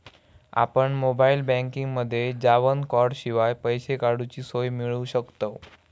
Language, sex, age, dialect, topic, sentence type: Marathi, male, 18-24, Southern Konkan, banking, statement